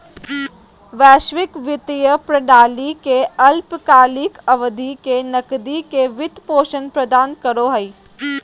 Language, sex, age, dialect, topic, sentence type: Magahi, female, 46-50, Southern, banking, statement